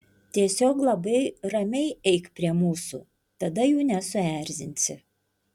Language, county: Lithuanian, Panevėžys